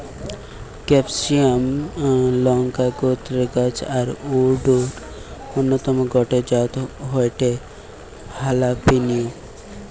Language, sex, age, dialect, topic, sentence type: Bengali, male, 18-24, Western, agriculture, statement